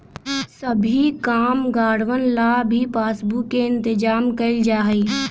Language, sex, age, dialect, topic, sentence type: Magahi, male, 18-24, Western, banking, statement